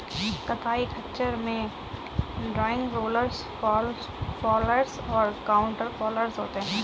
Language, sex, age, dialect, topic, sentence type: Hindi, female, 60-100, Kanauji Braj Bhasha, agriculture, statement